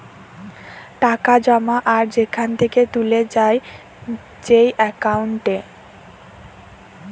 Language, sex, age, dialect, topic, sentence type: Bengali, female, 18-24, Western, banking, statement